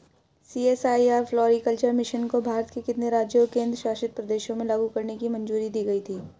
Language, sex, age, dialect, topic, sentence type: Hindi, female, 18-24, Hindustani Malvi Khadi Boli, banking, question